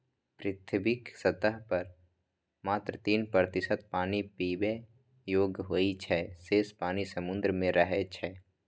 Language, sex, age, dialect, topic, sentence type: Maithili, male, 25-30, Eastern / Thethi, agriculture, statement